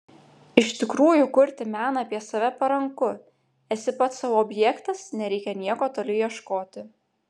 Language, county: Lithuanian, Panevėžys